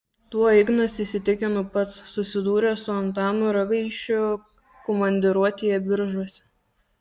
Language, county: Lithuanian, Kaunas